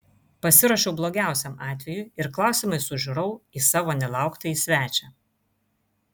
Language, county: Lithuanian, Vilnius